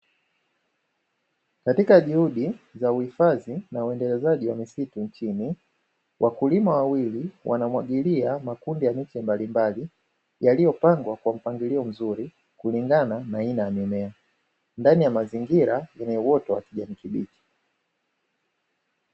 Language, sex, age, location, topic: Swahili, male, 25-35, Dar es Salaam, agriculture